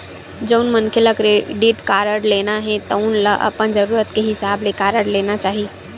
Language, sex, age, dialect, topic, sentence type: Chhattisgarhi, female, 18-24, Western/Budati/Khatahi, banking, statement